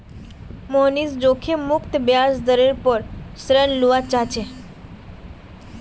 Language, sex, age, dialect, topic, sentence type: Magahi, female, 18-24, Northeastern/Surjapuri, banking, statement